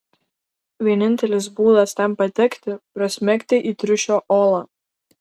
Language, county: Lithuanian, Kaunas